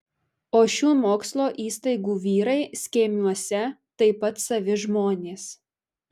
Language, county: Lithuanian, Marijampolė